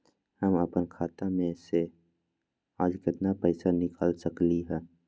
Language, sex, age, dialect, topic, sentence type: Magahi, male, 18-24, Western, banking, question